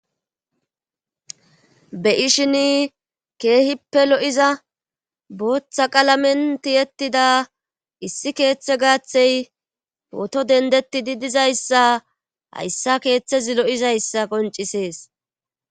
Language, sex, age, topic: Gamo, female, 25-35, government